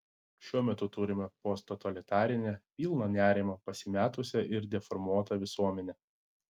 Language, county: Lithuanian, Vilnius